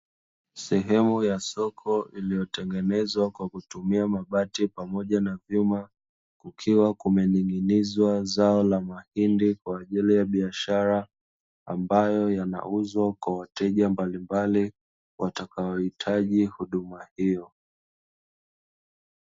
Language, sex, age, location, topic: Swahili, male, 25-35, Dar es Salaam, agriculture